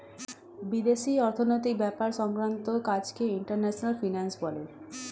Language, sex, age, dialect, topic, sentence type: Bengali, female, 31-35, Standard Colloquial, banking, statement